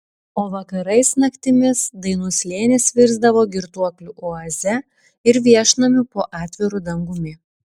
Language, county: Lithuanian, Šiauliai